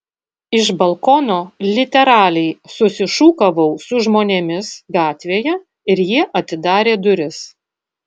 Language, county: Lithuanian, Panevėžys